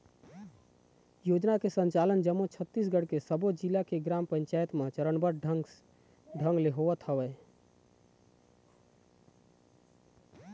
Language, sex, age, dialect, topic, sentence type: Chhattisgarhi, male, 31-35, Eastern, agriculture, statement